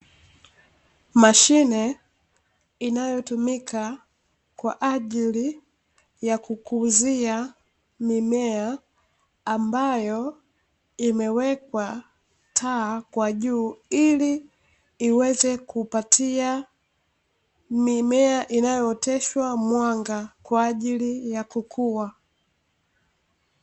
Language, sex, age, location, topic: Swahili, female, 18-24, Dar es Salaam, agriculture